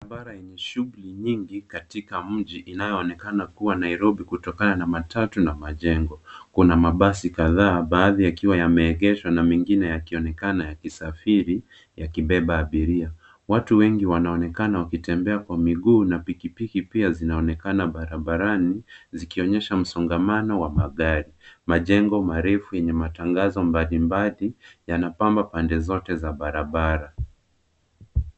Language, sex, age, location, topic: Swahili, male, 25-35, Nairobi, government